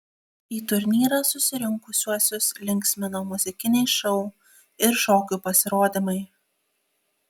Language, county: Lithuanian, Kaunas